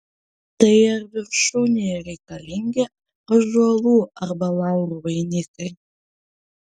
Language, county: Lithuanian, Panevėžys